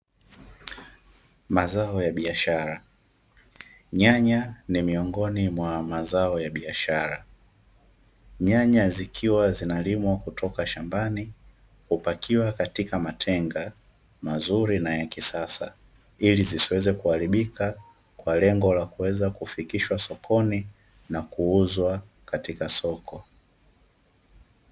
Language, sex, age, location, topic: Swahili, male, 25-35, Dar es Salaam, agriculture